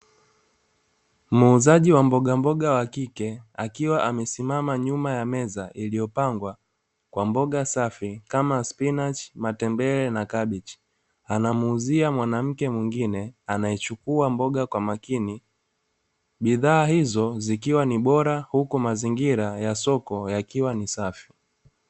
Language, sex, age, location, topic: Swahili, male, 25-35, Dar es Salaam, finance